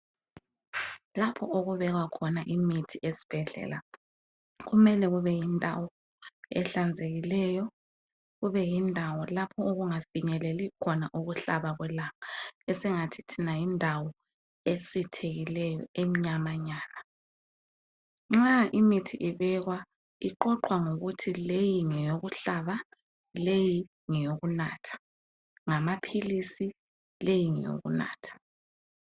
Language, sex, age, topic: North Ndebele, female, 25-35, health